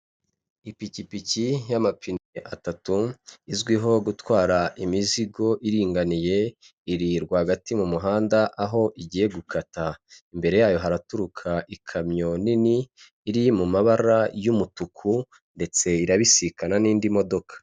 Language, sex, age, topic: Kinyarwanda, male, 25-35, government